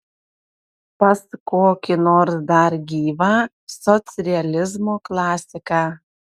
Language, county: Lithuanian, Telšiai